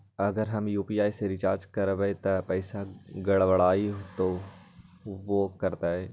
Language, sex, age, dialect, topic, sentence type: Magahi, male, 41-45, Western, banking, question